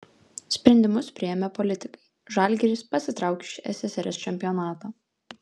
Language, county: Lithuanian, Kaunas